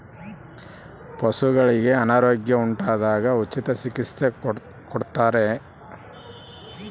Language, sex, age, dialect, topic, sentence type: Kannada, male, 31-35, Central, agriculture, question